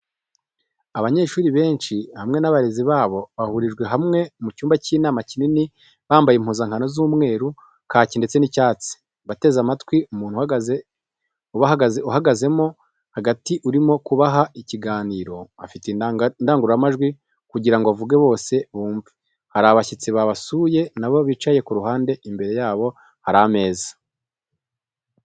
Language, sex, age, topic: Kinyarwanda, male, 25-35, education